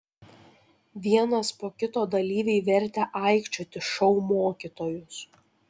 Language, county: Lithuanian, Šiauliai